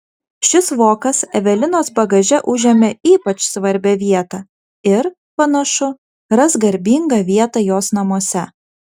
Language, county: Lithuanian, Vilnius